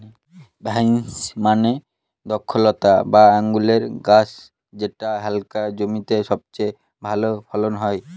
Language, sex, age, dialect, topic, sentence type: Bengali, male, 18-24, Northern/Varendri, agriculture, statement